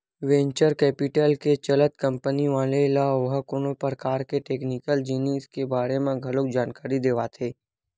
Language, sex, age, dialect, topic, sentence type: Chhattisgarhi, male, 18-24, Western/Budati/Khatahi, banking, statement